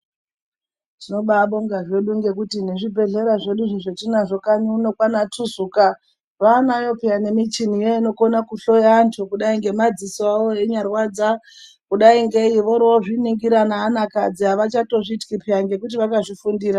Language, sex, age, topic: Ndau, male, 18-24, health